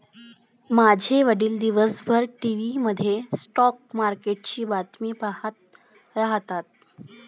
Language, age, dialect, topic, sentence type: Marathi, 25-30, Varhadi, banking, statement